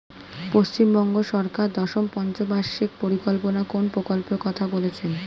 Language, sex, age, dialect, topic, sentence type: Bengali, female, 36-40, Standard Colloquial, agriculture, question